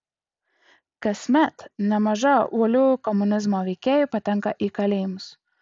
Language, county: Lithuanian, Utena